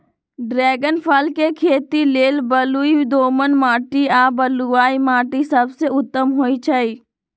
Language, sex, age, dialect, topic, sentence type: Magahi, female, 18-24, Western, agriculture, statement